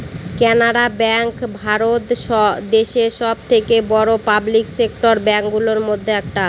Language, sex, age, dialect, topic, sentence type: Bengali, female, 31-35, Northern/Varendri, banking, statement